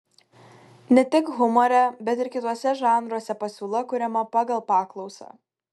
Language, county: Lithuanian, Kaunas